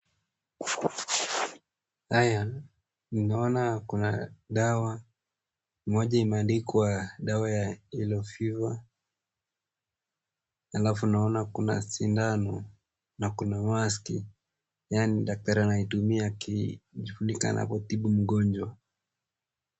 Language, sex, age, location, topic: Swahili, male, 18-24, Nakuru, health